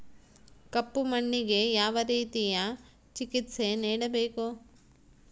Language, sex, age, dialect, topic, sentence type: Kannada, female, 46-50, Central, agriculture, question